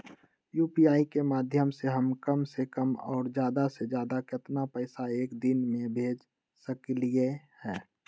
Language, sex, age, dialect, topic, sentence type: Magahi, male, 18-24, Western, banking, question